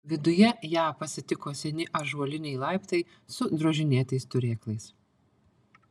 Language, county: Lithuanian, Panevėžys